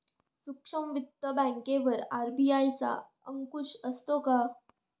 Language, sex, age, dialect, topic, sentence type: Marathi, female, 18-24, Standard Marathi, banking, question